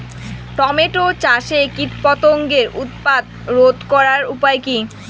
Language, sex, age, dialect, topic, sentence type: Bengali, female, 18-24, Rajbangshi, agriculture, question